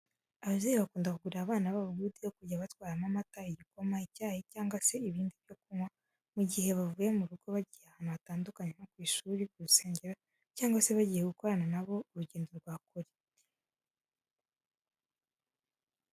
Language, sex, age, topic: Kinyarwanda, female, 18-24, education